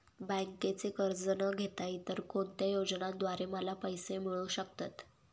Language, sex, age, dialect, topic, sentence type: Marathi, female, 18-24, Northern Konkan, banking, question